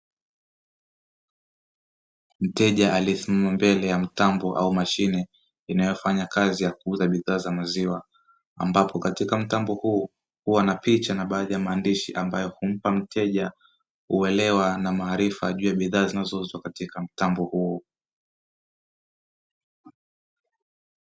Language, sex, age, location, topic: Swahili, male, 18-24, Dar es Salaam, finance